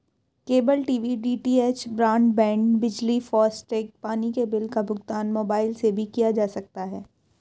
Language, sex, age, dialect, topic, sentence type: Hindi, female, 31-35, Hindustani Malvi Khadi Boli, banking, statement